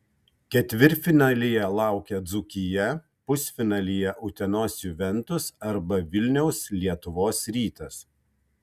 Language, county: Lithuanian, Kaunas